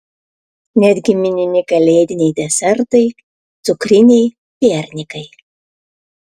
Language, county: Lithuanian, Klaipėda